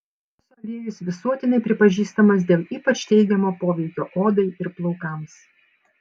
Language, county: Lithuanian, Panevėžys